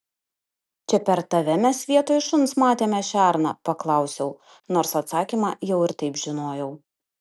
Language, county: Lithuanian, Kaunas